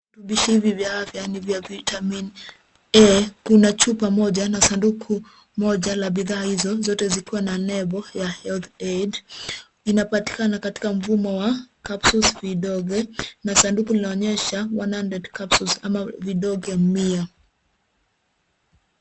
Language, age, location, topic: Swahili, 25-35, Nairobi, health